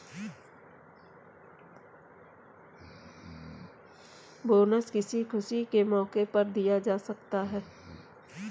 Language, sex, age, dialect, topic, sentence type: Hindi, female, 25-30, Kanauji Braj Bhasha, banking, statement